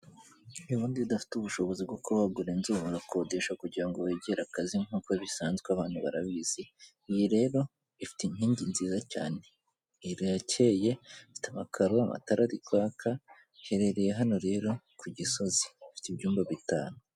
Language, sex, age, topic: Kinyarwanda, female, 18-24, finance